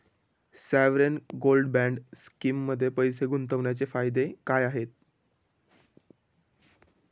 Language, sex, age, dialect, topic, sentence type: Marathi, male, 18-24, Standard Marathi, banking, question